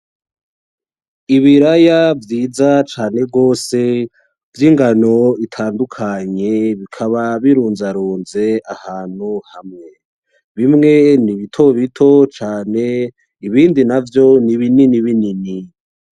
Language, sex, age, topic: Rundi, male, 18-24, agriculture